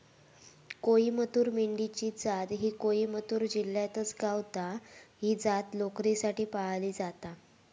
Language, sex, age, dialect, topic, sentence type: Marathi, female, 18-24, Southern Konkan, agriculture, statement